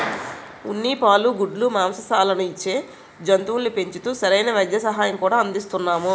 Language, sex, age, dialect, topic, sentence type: Telugu, female, 41-45, Utterandhra, agriculture, statement